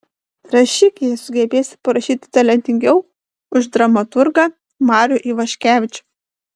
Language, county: Lithuanian, Panevėžys